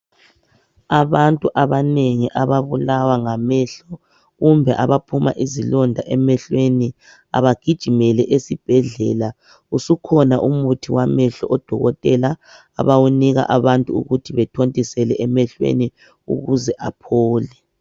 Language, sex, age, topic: North Ndebele, male, 25-35, health